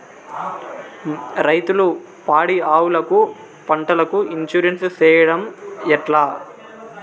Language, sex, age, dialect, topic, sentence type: Telugu, male, 18-24, Southern, agriculture, question